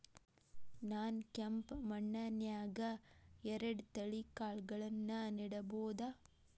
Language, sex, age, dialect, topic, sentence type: Kannada, female, 18-24, Dharwad Kannada, agriculture, question